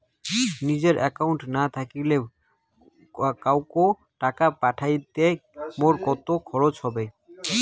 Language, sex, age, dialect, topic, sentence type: Bengali, male, 18-24, Rajbangshi, banking, question